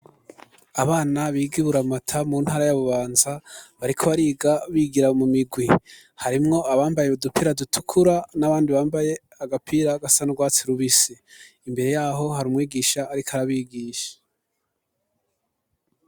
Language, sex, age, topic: Rundi, male, 25-35, education